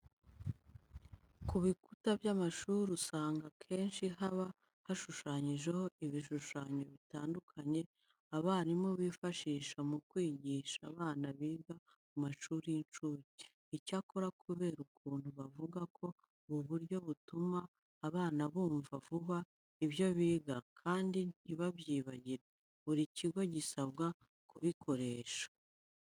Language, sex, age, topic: Kinyarwanda, female, 25-35, education